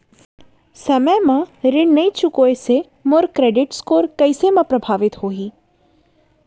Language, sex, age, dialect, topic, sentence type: Chhattisgarhi, female, 31-35, Central, banking, question